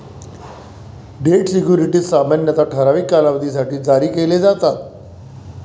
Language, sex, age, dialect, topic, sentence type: Marathi, male, 41-45, Varhadi, banking, statement